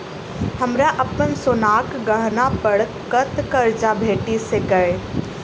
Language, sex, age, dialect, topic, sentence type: Maithili, female, 18-24, Southern/Standard, banking, statement